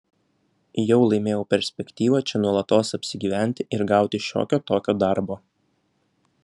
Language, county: Lithuanian, Vilnius